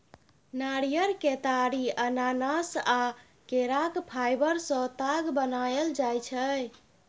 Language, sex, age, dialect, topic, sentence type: Maithili, female, 31-35, Bajjika, agriculture, statement